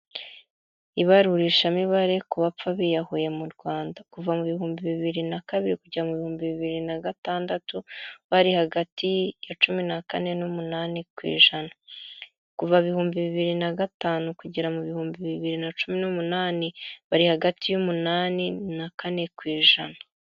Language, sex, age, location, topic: Kinyarwanda, female, 25-35, Kigali, health